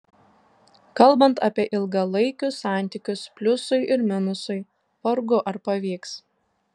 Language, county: Lithuanian, Šiauliai